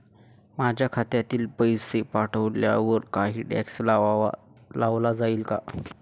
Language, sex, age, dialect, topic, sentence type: Marathi, male, 18-24, Standard Marathi, banking, question